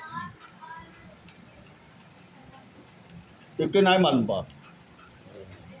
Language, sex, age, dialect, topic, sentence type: Bhojpuri, male, 51-55, Northern, agriculture, statement